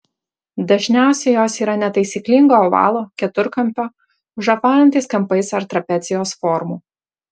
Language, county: Lithuanian, Marijampolė